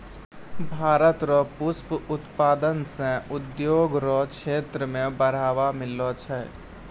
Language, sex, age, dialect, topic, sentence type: Maithili, male, 25-30, Angika, agriculture, statement